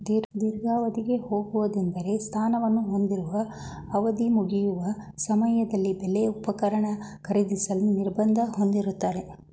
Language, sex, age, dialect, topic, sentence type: Kannada, male, 46-50, Mysore Kannada, banking, statement